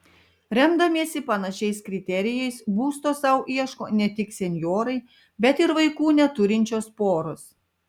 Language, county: Lithuanian, Telšiai